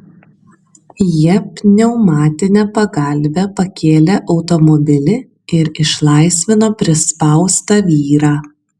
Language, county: Lithuanian, Kaunas